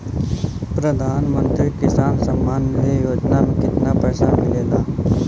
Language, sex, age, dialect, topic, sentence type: Bhojpuri, male, 18-24, Western, agriculture, question